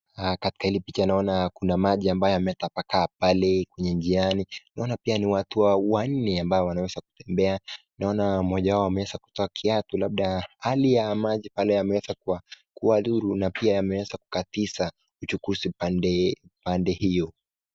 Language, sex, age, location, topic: Swahili, male, 18-24, Nakuru, health